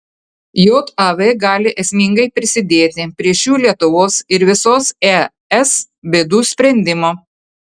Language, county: Lithuanian, Telšiai